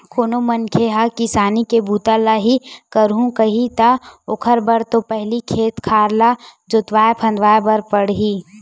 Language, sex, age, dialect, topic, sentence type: Chhattisgarhi, female, 18-24, Western/Budati/Khatahi, banking, statement